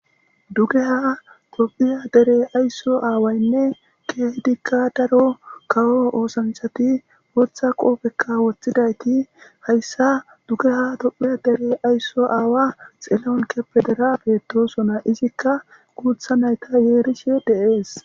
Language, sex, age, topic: Gamo, male, 18-24, government